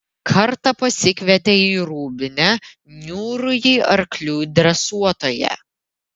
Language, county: Lithuanian, Vilnius